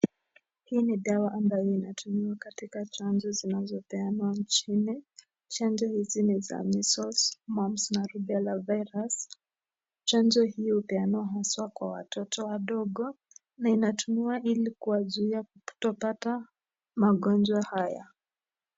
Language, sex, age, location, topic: Swahili, male, 18-24, Nakuru, health